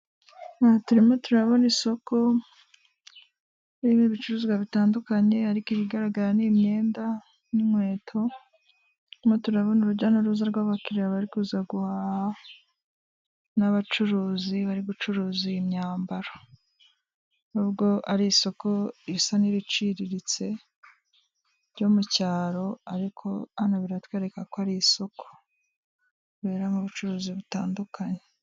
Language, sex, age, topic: Kinyarwanda, female, 25-35, finance